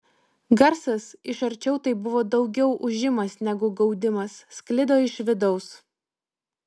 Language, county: Lithuanian, Vilnius